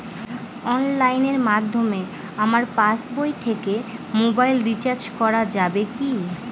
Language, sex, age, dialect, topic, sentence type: Bengali, female, 18-24, Northern/Varendri, banking, question